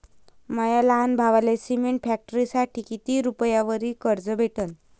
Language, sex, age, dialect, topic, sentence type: Marathi, female, 25-30, Varhadi, banking, question